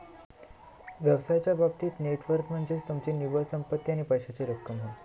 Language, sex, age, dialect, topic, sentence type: Marathi, male, 18-24, Southern Konkan, banking, statement